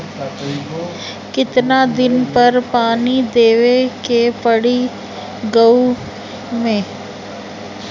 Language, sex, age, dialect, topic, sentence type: Bhojpuri, female, 31-35, Northern, agriculture, question